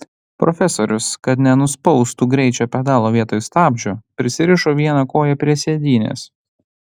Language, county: Lithuanian, Panevėžys